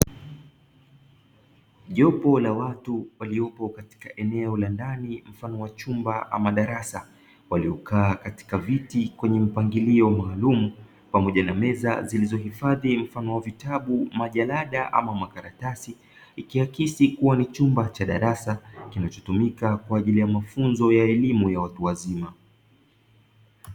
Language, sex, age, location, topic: Swahili, male, 25-35, Dar es Salaam, education